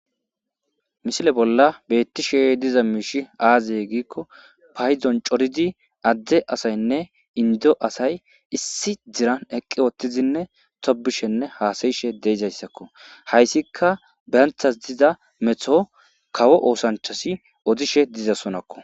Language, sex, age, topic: Gamo, male, 25-35, agriculture